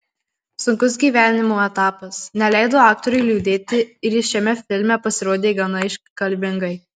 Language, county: Lithuanian, Marijampolė